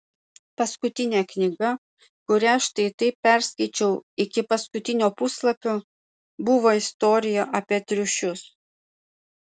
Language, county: Lithuanian, Panevėžys